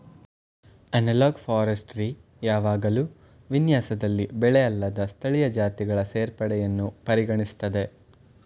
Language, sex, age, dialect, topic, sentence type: Kannada, male, 18-24, Mysore Kannada, agriculture, statement